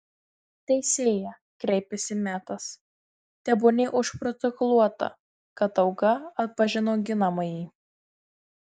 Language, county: Lithuanian, Marijampolė